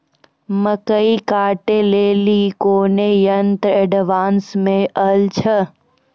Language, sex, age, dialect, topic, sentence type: Maithili, female, 41-45, Angika, agriculture, question